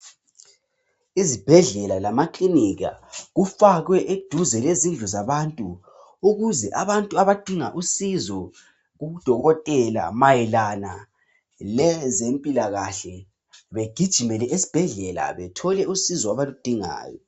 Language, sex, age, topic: North Ndebele, male, 18-24, health